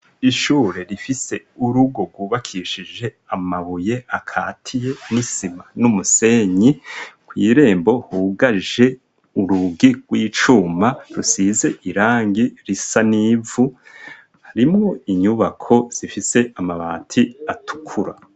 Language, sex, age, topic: Rundi, male, 50+, education